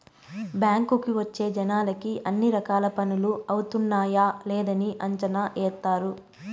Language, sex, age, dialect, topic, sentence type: Telugu, female, 25-30, Southern, banking, statement